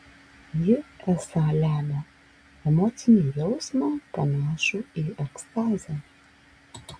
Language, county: Lithuanian, Alytus